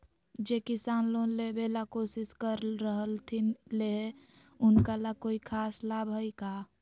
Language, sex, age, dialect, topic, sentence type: Magahi, female, 18-24, Southern, agriculture, statement